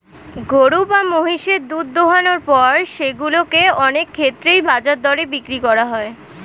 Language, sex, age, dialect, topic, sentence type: Bengali, female, 18-24, Standard Colloquial, agriculture, statement